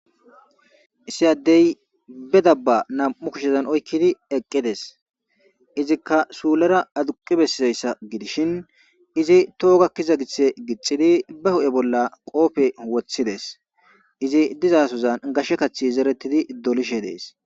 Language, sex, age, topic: Gamo, male, 25-35, government